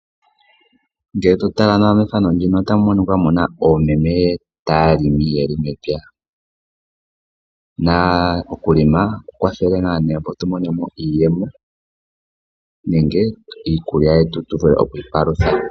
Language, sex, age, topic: Oshiwambo, male, 18-24, agriculture